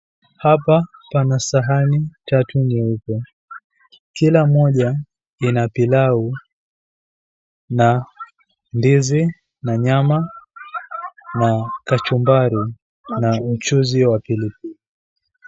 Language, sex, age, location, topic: Swahili, female, 18-24, Mombasa, agriculture